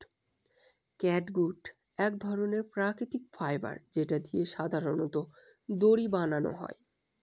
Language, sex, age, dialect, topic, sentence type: Bengali, male, 18-24, Northern/Varendri, agriculture, statement